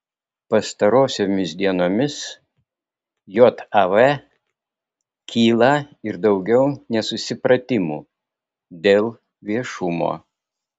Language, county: Lithuanian, Vilnius